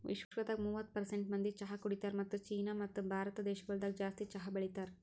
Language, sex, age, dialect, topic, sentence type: Kannada, female, 18-24, Northeastern, agriculture, statement